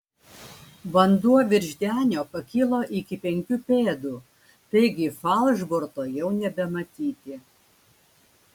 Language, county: Lithuanian, Klaipėda